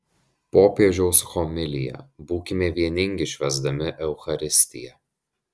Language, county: Lithuanian, Šiauliai